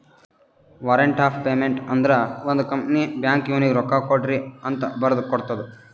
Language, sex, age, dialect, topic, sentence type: Kannada, male, 18-24, Northeastern, banking, statement